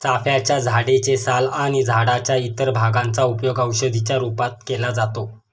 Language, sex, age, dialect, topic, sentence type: Marathi, male, 25-30, Northern Konkan, agriculture, statement